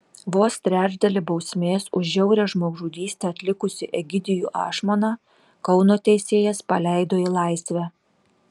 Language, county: Lithuanian, Telšiai